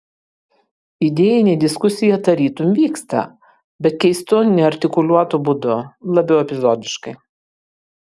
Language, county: Lithuanian, Kaunas